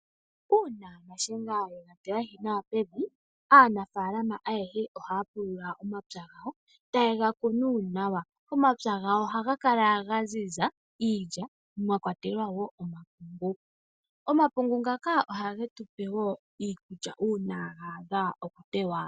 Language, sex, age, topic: Oshiwambo, male, 25-35, agriculture